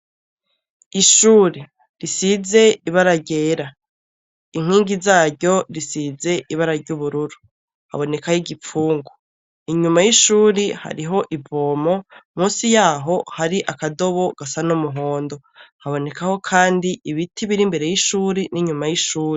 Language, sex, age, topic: Rundi, male, 36-49, education